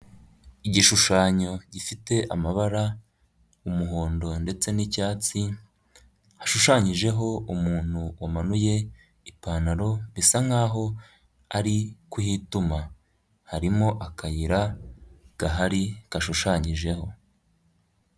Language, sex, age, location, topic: Kinyarwanda, female, 50+, Nyagatare, education